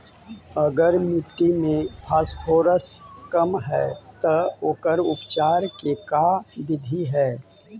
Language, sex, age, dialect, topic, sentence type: Magahi, male, 41-45, Central/Standard, agriculture, question